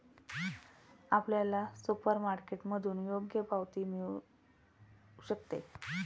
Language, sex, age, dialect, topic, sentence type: Marathi, male, 36-40, Standard Marathi, agriculture, statement